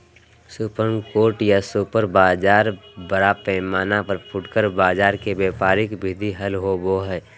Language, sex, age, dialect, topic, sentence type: Magahi, male, 31-35, Southern, agriculture, statement